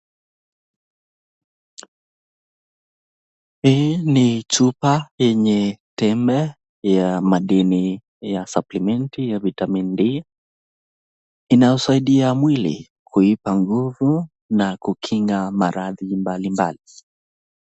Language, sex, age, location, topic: Swahili, female, 25-35, Nakuru, health